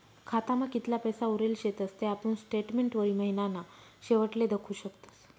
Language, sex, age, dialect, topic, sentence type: Marathi, female, 36-40, Northern Konkan, banking, statement